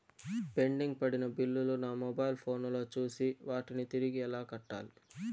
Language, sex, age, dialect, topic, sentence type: Telugu, male, 18-24, Southern, banking, question